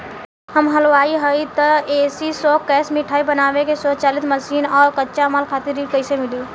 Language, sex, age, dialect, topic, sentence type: Bhojpuri, female, 18-24, Southern / Standard, banking, question